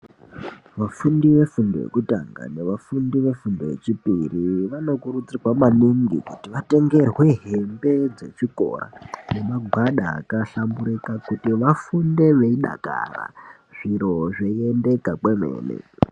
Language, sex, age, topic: Ndau, male, 18-24, education